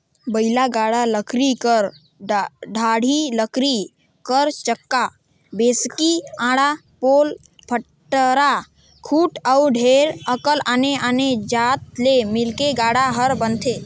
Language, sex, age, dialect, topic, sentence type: Chhattisgarhi, male, 25-30, Northern/Bhandar, agriculture, statement